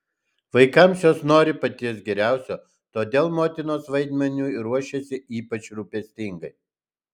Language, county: Lithuanian, Alytus